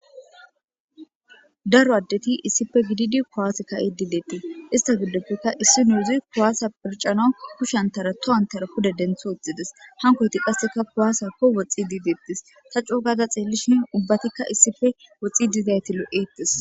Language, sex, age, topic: Gamo, female, 18-24, government